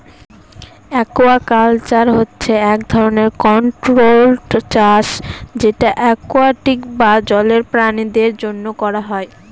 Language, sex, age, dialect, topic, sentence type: Bengali, female, 18-24, Northern/Varendri, agriculture, statement